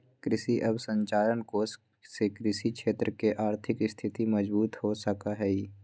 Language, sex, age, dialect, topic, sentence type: Magahi, female, 31-35, Western, agriculture, statement